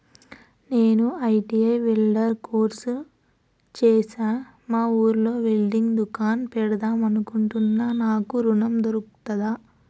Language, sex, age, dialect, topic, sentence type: Telugu, female, 18-24, Telangana, banking, question